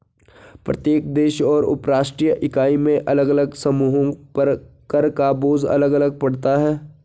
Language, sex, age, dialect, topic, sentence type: Hindi, male, 18-24, Garhwali, banking, statement